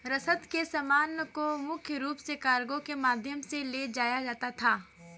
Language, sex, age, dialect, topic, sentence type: Hindi, female, 18-24, Kanauji Braj Bhasha, banking, statement